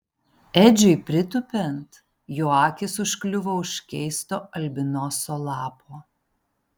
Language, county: Lithuanian, Panevėžys